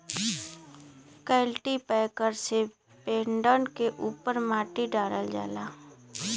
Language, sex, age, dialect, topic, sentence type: Bhojpuri, female, 25-30, Western, agriculture, statement